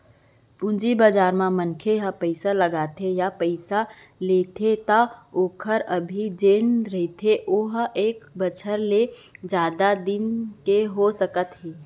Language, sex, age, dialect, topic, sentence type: Chhattisgarhi, female, 25-30, Central, banking, statement